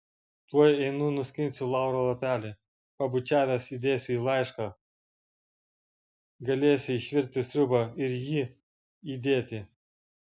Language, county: Lithuanian, Vilnius